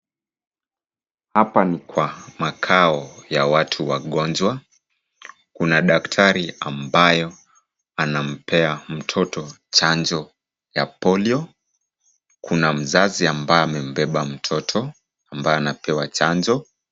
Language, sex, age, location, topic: Swahili, male, 25-35, Kisumu, health